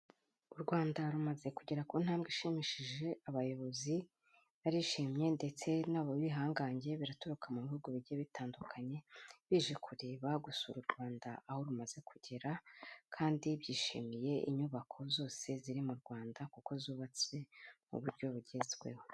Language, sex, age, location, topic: Kinyarwanda, female, 25-35, Kigali, health